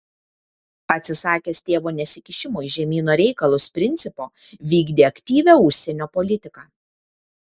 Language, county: Lithuanian, Kaunas